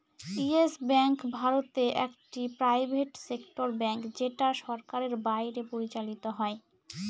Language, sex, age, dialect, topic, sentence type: Bengali, female, 18-24, Northern/Varendri, banking, statement